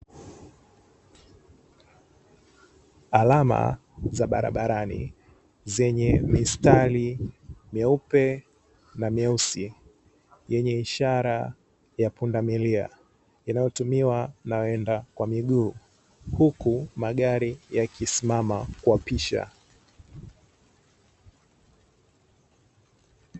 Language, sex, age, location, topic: Swahili, male, 25-35, Dar es Salaam, government